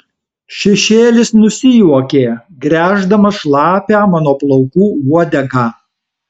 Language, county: Lithuanian, Alytus